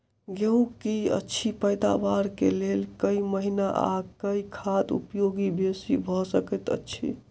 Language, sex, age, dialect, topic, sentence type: Maithili, male, 18-24, Southern/Standard, agriculture, question